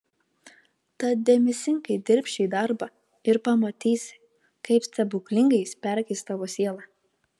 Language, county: Lithuanian, Kaunas